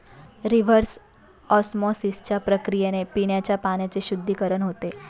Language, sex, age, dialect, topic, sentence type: Marathi, female, 25-30, Standard Marathi, agriculture, statement